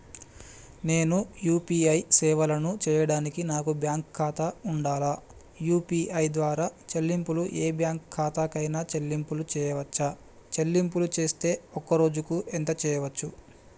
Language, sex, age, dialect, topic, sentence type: Telugu, male, 25-30, Telangana, banking, question